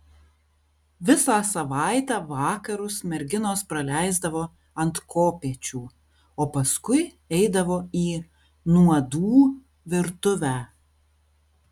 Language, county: Lithuanian, Kaunas